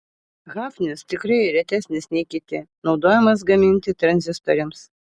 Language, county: Lithuanian, Vilnius